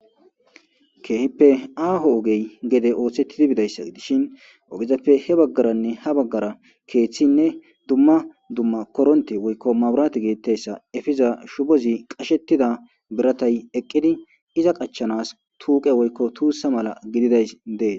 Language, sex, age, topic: Gamo, male, 25-35, government